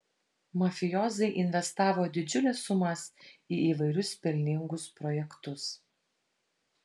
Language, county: Lithuanian, Vilnius